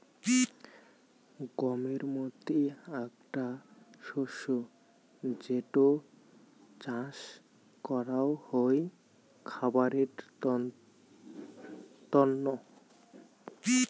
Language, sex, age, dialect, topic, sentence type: Bengali, male, 18-24, Rajbangshi, agriculture, statement